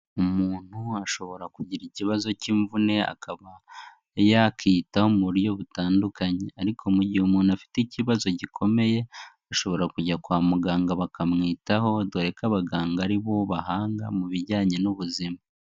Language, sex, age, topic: Kinyarwanda, male, 18-24, health